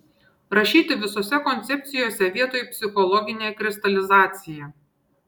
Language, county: Lithuanian, Šiauliai